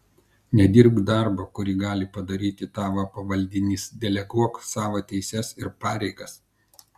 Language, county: Lithuanian, Kaunas